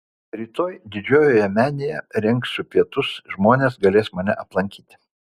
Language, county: Lithuanian, Vilnius